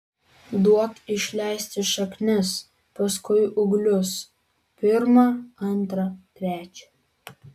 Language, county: Lithuanian, Vilnius